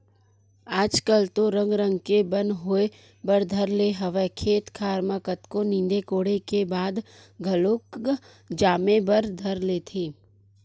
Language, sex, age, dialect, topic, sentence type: Chhattisgarhi, female, 41-45, Western/Budati/Khatahi, agriculture, statement